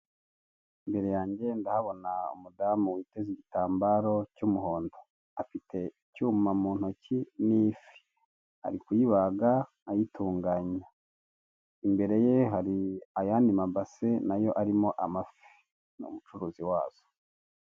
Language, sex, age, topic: Kinyarwanda, male, 25-35, finance